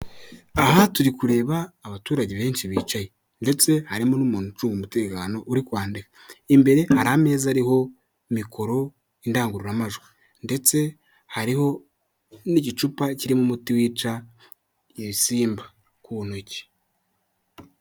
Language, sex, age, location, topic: Kinyarwanda, male, 25-35, Kigali, government